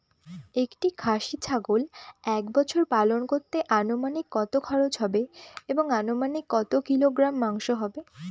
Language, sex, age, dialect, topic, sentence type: Bengali, female, 18-24, Northern/Varendri, agriculture, question